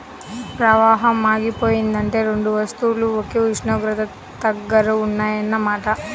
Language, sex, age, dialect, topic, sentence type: Telugu, female, 18-24, Central/Coastal, agriculture, statement